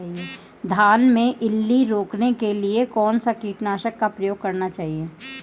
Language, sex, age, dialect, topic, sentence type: Hindi, female, 31-35, Marwari Dhudhari, agriculture, question